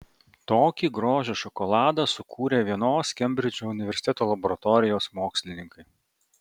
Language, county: Lithuanian, Vilnius